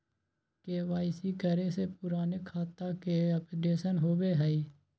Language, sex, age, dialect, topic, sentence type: Magahi, male, 41-45, Western, banking, question